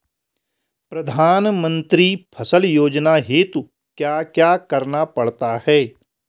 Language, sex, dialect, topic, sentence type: Hindi, male, Garhwali, banking, question